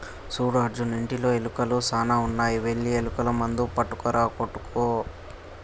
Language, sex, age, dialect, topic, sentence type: Telugu, male, 18-24, Telangana, agriculture, statement